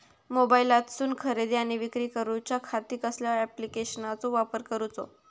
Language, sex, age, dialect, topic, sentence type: Marathi, female, 51-55, Southern Konkan, agriculture, question